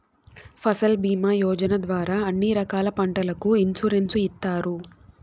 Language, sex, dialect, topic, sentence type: Telugu, female, Southern, banking, statement